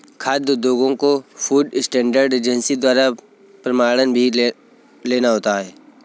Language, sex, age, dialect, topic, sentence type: Hindi, male, 25-30, Kanauji Braj Bhasha, agriculture, statement